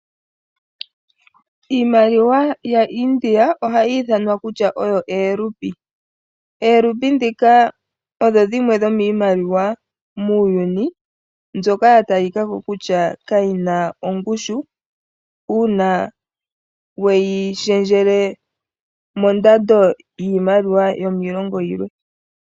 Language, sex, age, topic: Oshiwambo, female, 18-24, finance